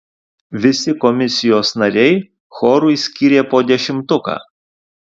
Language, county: Lithuanian, Alytus